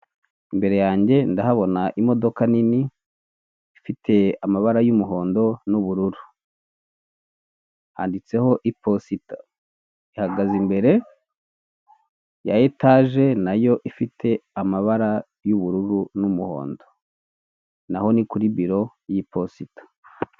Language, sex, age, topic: Kinyarwanda, male, 25-35, finance